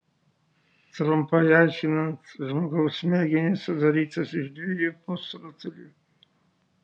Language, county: Lithuanian, Šiauliai